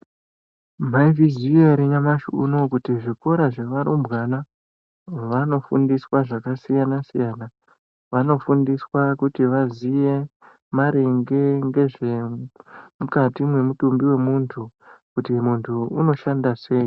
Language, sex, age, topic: Ndau, male, 18-24, education